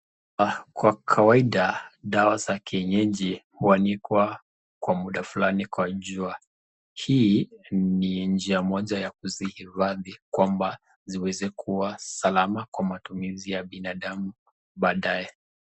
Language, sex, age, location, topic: Swahili, male, 25-35, Nakuru, health